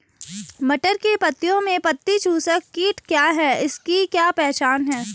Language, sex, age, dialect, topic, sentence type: Hindi, female, 36-40, Garhwali, agriculture, question